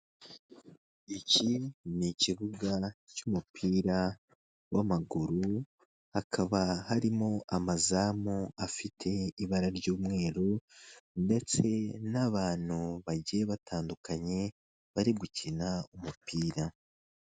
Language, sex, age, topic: Kinyarwanda, male, 18-24, government